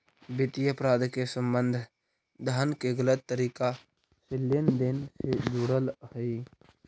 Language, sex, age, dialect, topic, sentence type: Magahi, male, 31-35, Central/Standard, banking, statement